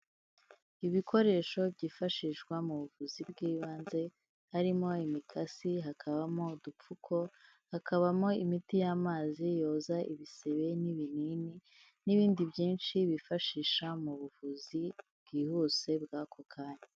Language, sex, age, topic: Kinyarwanda, female, 18-24, health